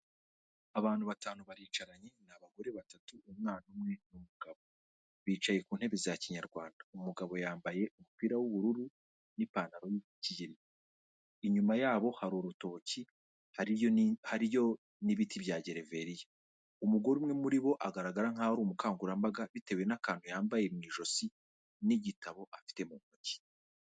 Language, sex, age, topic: Kinyarwanda, female, 25-35, health